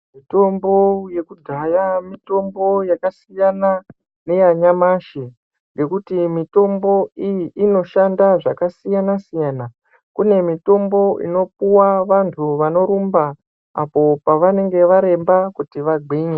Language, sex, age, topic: Ndau, female, 36-49, health